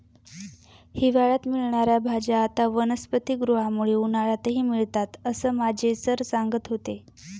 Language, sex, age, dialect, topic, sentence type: Marathi, female, 25-30, Standard Marathi, agriculture, statement